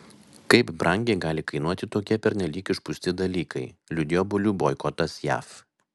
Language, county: Lithuanian, Vilnius